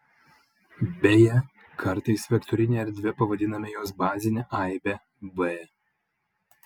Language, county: Lithuanian, Vilnius